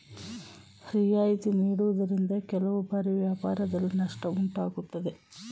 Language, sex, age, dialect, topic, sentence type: Kannada, female, 36-40, Mysore Kannada, banking, statement